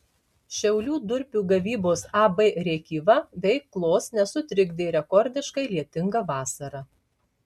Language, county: Lithuanian, Marijampolė